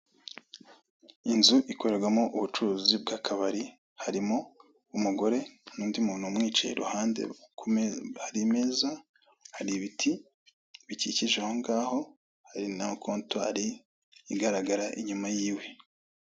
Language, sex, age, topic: Kinyarwanda, male, 25-35, finance